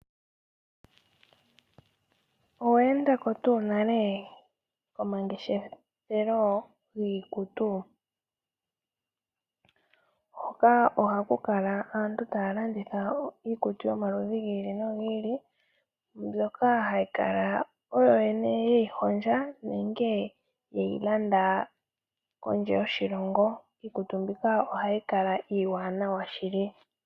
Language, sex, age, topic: Oshiwambo, female, 18-24, finance